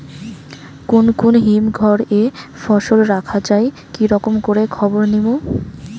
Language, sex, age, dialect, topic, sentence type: Bengali, female, 18-24, Rajbangshi, agriculture, question